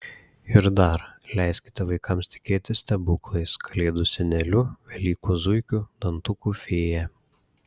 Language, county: Lithuanian, Šiauliai